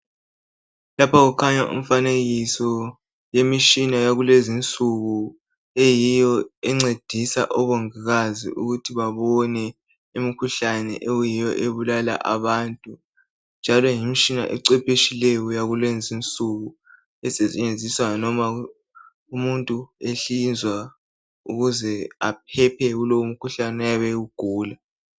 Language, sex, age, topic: North Ndebele, male, 18-24, health